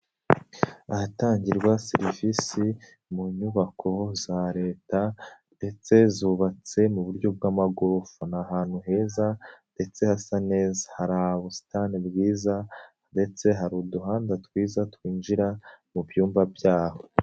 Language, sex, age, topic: Kinyarwanda, female, 36-49, government